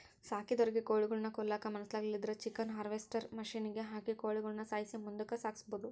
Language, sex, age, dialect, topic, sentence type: Kannada, male, 60-100, Central, agriculture, statement